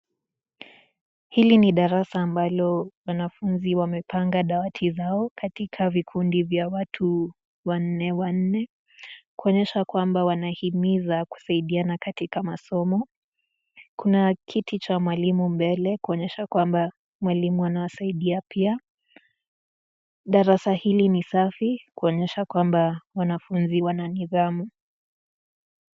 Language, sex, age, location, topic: Swahili, female, 18-24, Nakuru, education